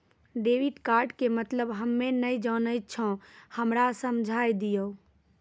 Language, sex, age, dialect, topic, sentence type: Maithili, female, 18-24, Angika, banking, question